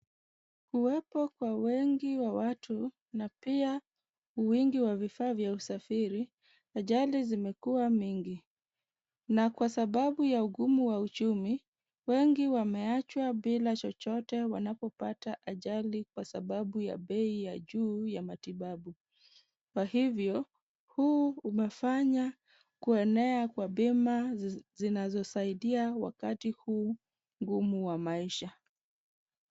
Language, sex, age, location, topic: Swahili, female, 25-35, Kisumu, finance